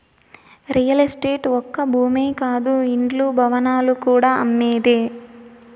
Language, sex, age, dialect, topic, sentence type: Telugu, female, 18-24, Southern, banking, statement